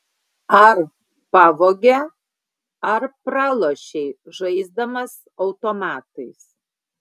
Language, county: Lithuanian, Klaipėda